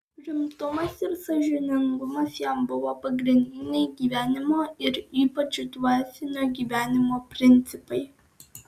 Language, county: Lithuanian, Alytus